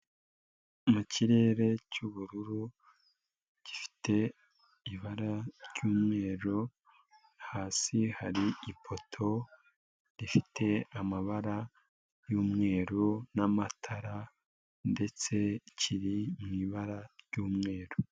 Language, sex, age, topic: Kinyarwanda, male, 25-35, government